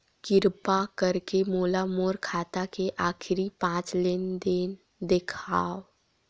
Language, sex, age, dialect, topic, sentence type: Chhattisgarhi, female, 18-24, Western/Budati/Khatahi, banking, statement